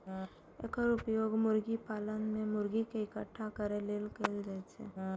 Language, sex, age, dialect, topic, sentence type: Maithili, female, 18-24, Eastern / Thethi, agriculture, statement